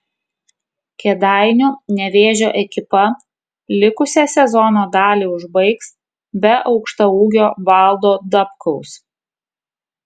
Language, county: Lithuanian, Kaunas